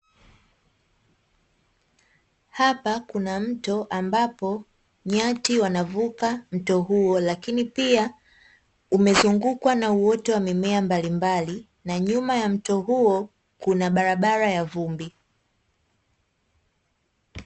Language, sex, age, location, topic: Swahili, female, 18-24, Dar es Salaam, agriculture